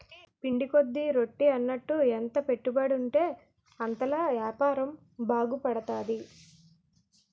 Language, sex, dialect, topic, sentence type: Telugu, female, Utterandhra, banking, statement